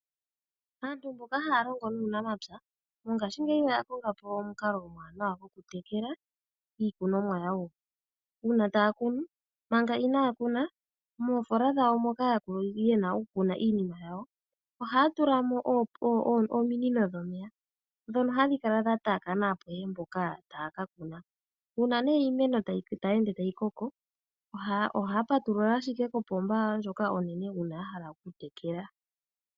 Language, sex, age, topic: Oshiwambo, female, 25-35, agriculture